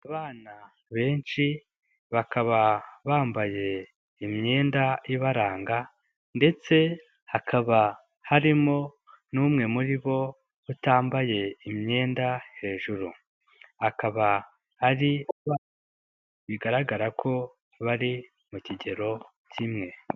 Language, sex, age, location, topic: Kinyarwanda, male, 18-24, Nyagatare, government